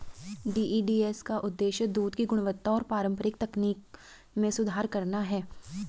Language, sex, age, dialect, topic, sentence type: Hindi, female, 25-30, Garhwali, agriculture, statement